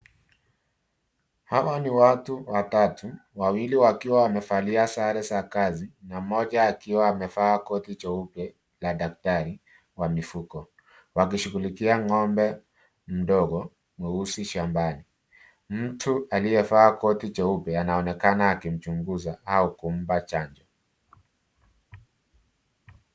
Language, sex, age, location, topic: Swahili, male, 50+, Nairobi, agriculture